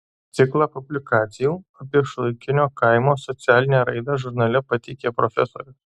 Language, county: Lithuanian, Alytus